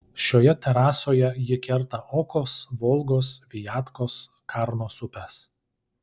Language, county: Lithuanian, Kaunas